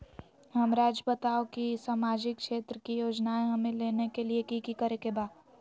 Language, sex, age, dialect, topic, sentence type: Magahi, female, 18-24, Southern, banking, question